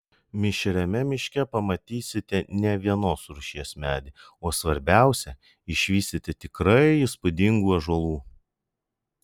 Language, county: Lithuanian, Vilnius